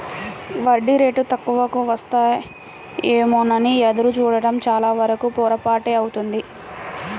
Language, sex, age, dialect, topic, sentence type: Telugu, female, 18-24, Central/Coastal, banking, statement